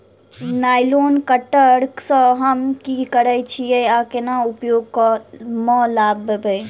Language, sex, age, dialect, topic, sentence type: Maithili, female, 18-24, Southern/Standard, agriculture, question